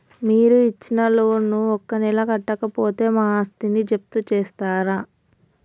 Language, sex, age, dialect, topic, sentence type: Telugu, female, 18-24, Telangana, banking, question